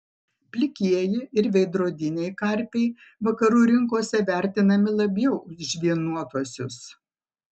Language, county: Lithuanian, Marijampolė